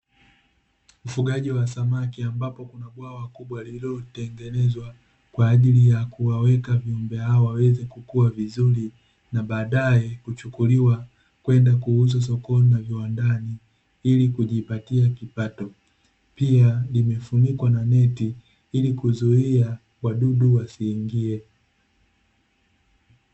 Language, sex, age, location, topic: Swahili, male, 36-49, Dar es Salaam, agriculture